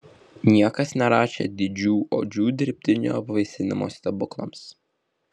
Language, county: Lithuanian, Vilnius